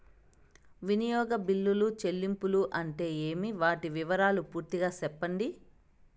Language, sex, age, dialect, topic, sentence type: Telugu, female, 25-30, Southern, banking, question